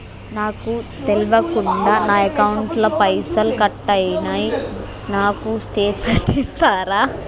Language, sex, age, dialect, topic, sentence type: Telugu, female, 25-30, Telangana, banking, question